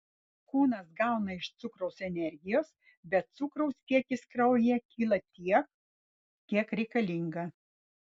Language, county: Lithuanian, Vilnius